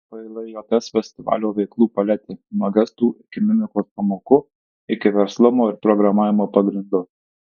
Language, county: Lithuanian, Tauragė